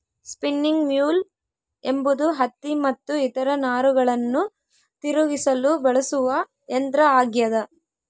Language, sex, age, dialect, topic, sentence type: Kannada, female, 18-24, Central, agriculture, statement